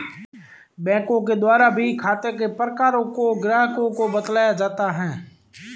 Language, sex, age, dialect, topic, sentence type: Hindi, female, 18-24, Marwari Dhudhari, banking, statement